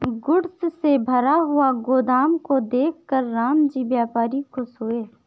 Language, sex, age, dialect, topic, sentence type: Hindi, female, 51-55, Awadhi Bundeli, banking, statement